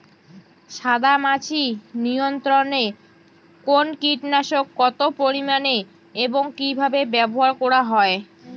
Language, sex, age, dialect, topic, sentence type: Bengali, female, 18-24, Rajbangshi, agriculture, question